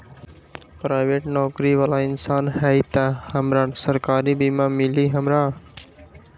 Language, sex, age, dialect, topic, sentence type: Magahi, male, 25-30, Western, agriculture, question